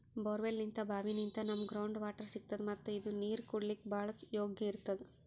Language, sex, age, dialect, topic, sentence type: Kannada, female, 18-24, Northeastern, agriculture, statement